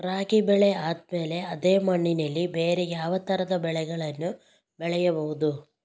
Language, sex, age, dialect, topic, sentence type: Kannada, female, 18-24, Coastal/Dakshin, agriculture, question